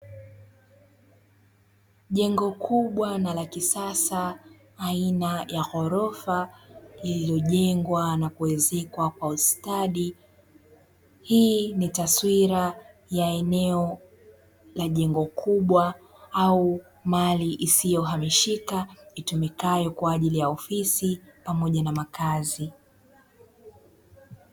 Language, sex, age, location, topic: Swahili, female, 25-35, Dar es Salaam, finance